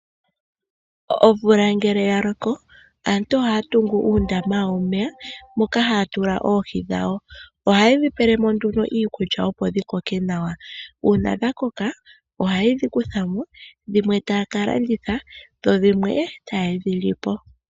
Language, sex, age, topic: Oshiwambo, male, 25-35, agriculture